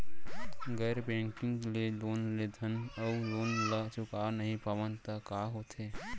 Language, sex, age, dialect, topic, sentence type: Chhattisgarhi, male, 56-60, Central, banking, question